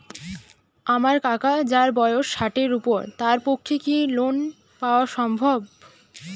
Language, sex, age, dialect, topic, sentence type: Bengali, female, 18-24, Jharkhandi, banking, statement